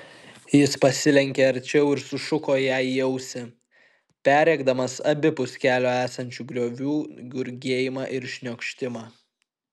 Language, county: Lithuanian, Kaunas